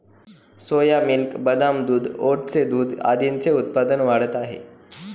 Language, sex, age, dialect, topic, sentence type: Marathi, male, 18-24, Standard Marathi, agriculture, statement